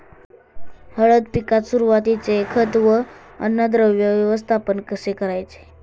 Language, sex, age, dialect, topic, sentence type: Marathi, male, 51-55, Standard Marathi, agriculture, question